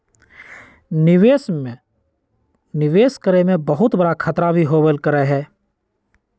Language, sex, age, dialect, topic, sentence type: Magahi, male, 60-100, Western, banking, statement